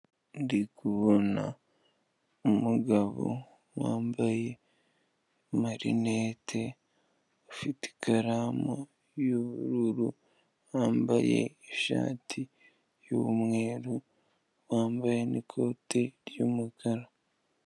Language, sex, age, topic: Kinyarwanda, male, 18-24, government